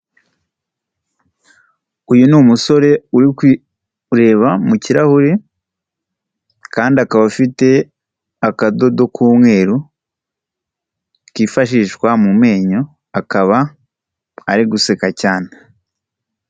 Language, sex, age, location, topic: Kinyarwanda, male, 18-24, Kigali, health